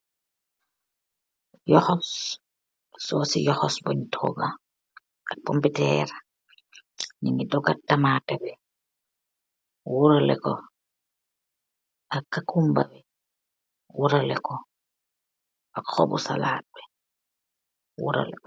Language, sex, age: Wolof, female, 36-49